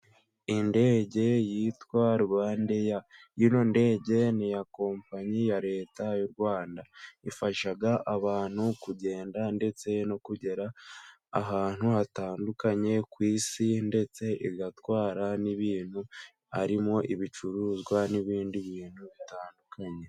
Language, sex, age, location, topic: Kinyarwanda, male, 18-24, Musanze, government